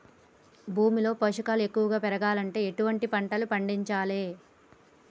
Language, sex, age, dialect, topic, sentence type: Telugu, female, 25-30, Telangana, agriculture, question